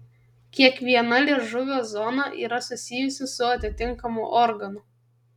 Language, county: Lithuanian, Kaunas